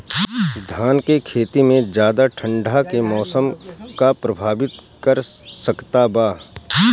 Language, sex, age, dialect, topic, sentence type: Bhojpuri, male, 31-35, Southern / Standard, agriculture, question